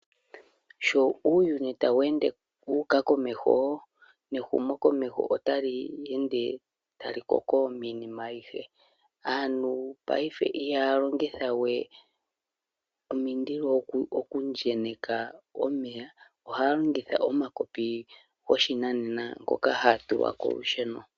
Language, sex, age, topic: Oshiwambo, male, 25-35, finance